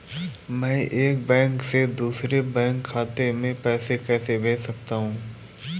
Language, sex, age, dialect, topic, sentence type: Hindi, male, 18-24, Awadhi Bundeli, banking, question